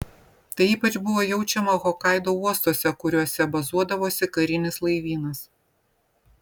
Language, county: Lithuanian, Vilnius